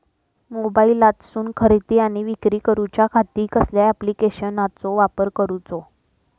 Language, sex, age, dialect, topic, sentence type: Marathi, female, 25-30, Southern Konkan, agriculture, question